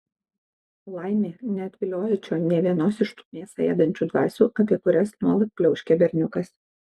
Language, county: Lithuanian, Kaunas